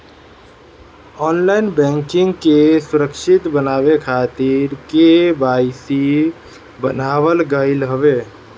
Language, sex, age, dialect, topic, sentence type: Bhojpuri, male, 31-35, Northern, banking, statement